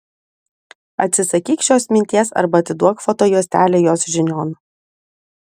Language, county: Lithuanian, Vilnius